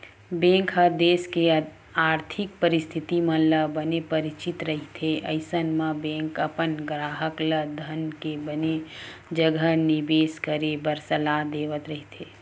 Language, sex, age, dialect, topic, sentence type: Chhattisgarhi, female, 18-24, Western/Budati/Khatahi, banking, statement